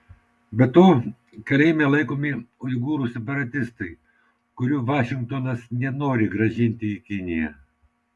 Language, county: Lithuanian, Vilnius